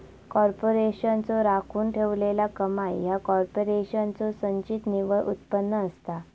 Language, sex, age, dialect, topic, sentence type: Marathi, female, 25-30, Southern Konkan, banking, statement